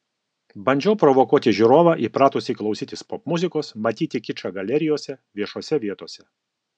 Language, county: Lithuanian, Alytus